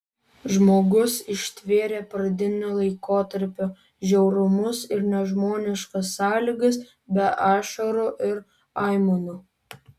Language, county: Lithuanian, Vilnius